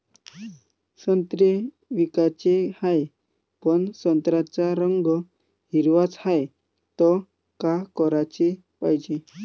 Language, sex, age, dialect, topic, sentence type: Marathi, male, 18-24, Varhadi, agriculture, question